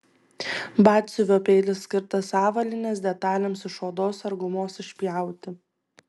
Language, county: Lithuanian, Tauragė